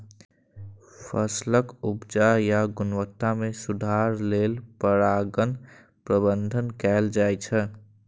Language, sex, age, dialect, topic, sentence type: Maithili, male, 18-24, Eastern / Thethi, agriculture, statement